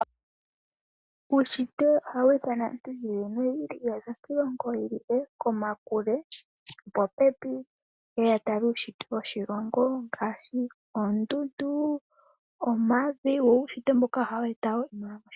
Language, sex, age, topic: Oshiwambo, female, 18-24, agriculture